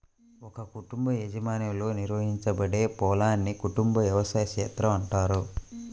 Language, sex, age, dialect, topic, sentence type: Telugu, male, 25-30, Central/Coastal, agriculture, statement